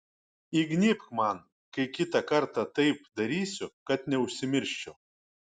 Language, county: Lithuanian, Kaunas